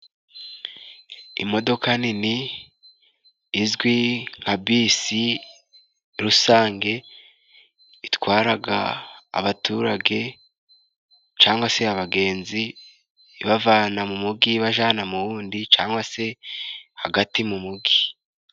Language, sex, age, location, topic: Kinyarwanda, male, 18-24, Musanze, government